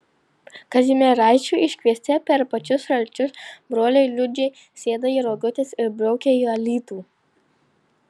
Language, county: Lithuanian, Panevėžys